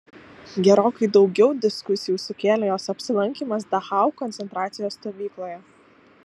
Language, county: Lithuanian, Alytus